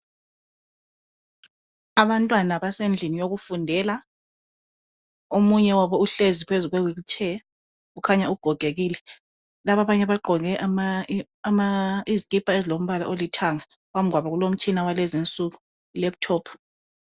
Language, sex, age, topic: North Ndebele, female, 25-35, education